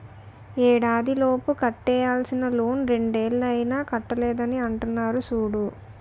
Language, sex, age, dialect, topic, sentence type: Telugu, female, 18-24, Utterandhra, banking, statement